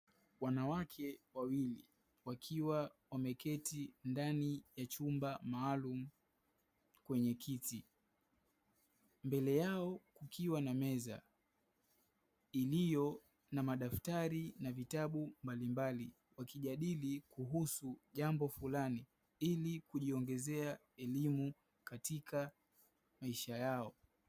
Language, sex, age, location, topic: Swahili, male, 25-35, Dar es Salaam, education